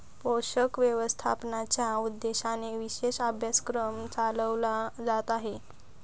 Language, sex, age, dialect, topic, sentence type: Marathi, female, 18-24, Northern Konkan, agriculture, statement